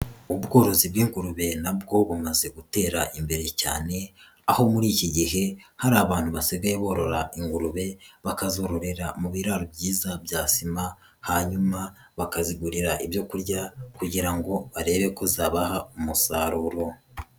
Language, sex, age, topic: Kinyarwanda, female, 25-35, agriculture